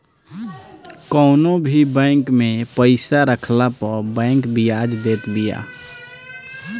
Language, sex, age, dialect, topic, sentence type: Bhojpuri, male, 25-30, Northern, banking, statement